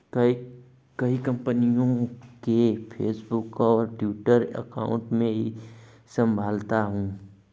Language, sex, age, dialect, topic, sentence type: Hindi, male, 25-30, Hindustani Malvi Khadi Boli, banking, statement